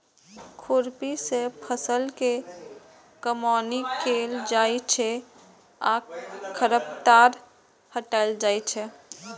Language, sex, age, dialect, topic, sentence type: Maithili, male, 18-24, Eastern / Thethi, agriculture, statement